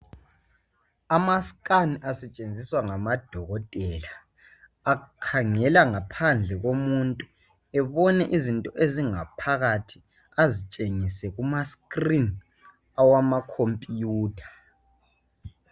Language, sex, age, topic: North Ndebele, male, 18-24, health